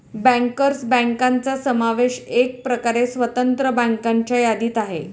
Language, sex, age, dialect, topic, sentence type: Marathi, female, 36-40, Standard Marathi, banking, statement